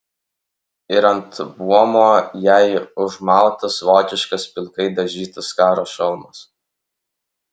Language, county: Lithuanian, Alytus